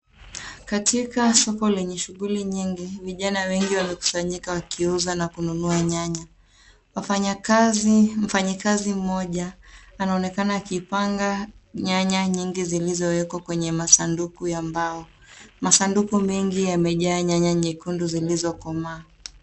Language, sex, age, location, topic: Swahili, female, 18-24, Nairobi, finance